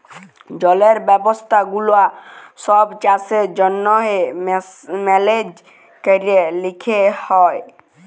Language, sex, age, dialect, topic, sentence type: Bengali, male, <18, Jharkhandi, agriculture, statement